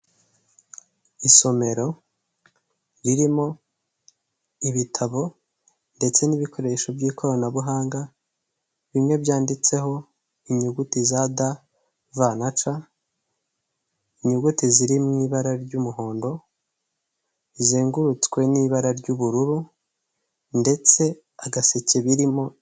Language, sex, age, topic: Kinyarwanda, male, 18-24, government